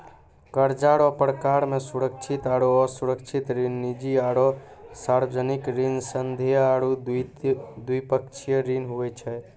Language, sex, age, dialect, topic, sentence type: Maithili, male, 25-30, Angika, banking, statement